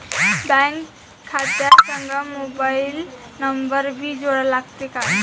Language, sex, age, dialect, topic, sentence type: Marathi, female, 18-24, Varhadi, banking, question